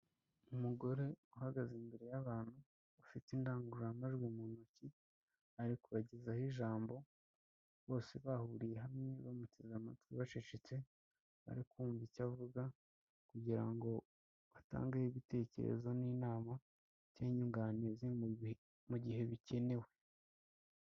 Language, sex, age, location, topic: Kinyarwanda, male, 25-35, Kigali, health